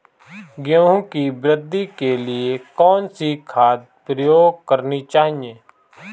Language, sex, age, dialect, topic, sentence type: Hindi, male, 25-30, Kanauji Braj Bhasha, agriculture, question